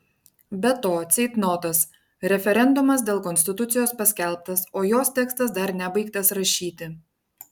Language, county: Lithuanian, Panevėžys